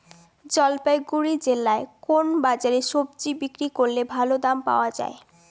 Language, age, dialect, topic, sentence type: Bengali, <18, Rajbangshi, agriculture, question